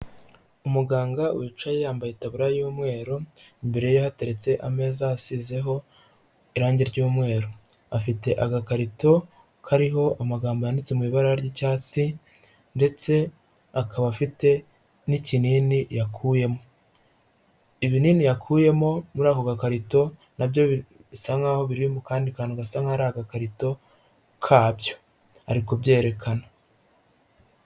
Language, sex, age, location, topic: Kinyarwanda, male, 25-35, Huye, health